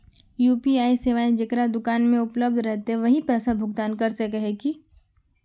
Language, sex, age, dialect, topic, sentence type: Magahi, female, 41-45, Northeastern/Surjapuri, banking, question